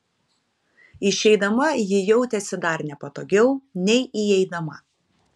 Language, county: Lithuanian, Kaunas